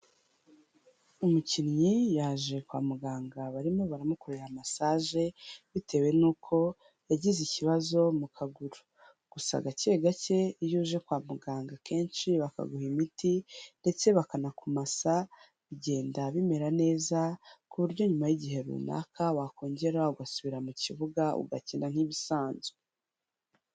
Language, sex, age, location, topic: Kinyarwanda, female, 25-35, Huye, health